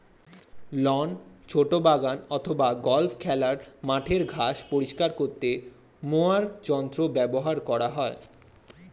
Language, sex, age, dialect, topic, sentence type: Bengali, male, 18-24, Standard Colloquial, agriculture, statement